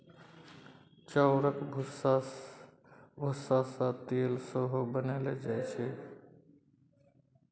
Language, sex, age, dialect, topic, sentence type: Maithili, male, 36-40, Bajjika, agriculture, statement